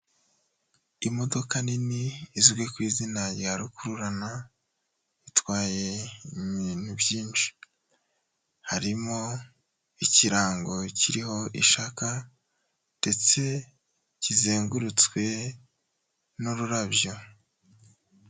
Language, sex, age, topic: Kinyarwanda, male, 18-24, health